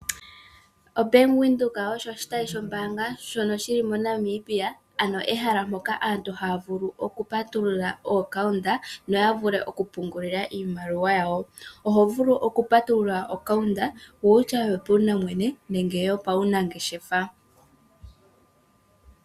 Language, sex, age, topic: Oshiwambo, female, 18-24, finance